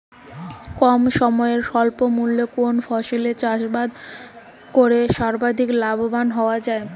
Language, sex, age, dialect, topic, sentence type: Bengali, female, 18-24, Rajbangshi, agriculture, question